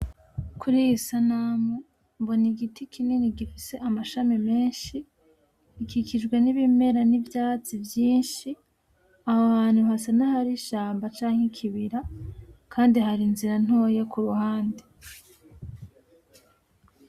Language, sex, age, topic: Rundi, female, 18-24, agriculture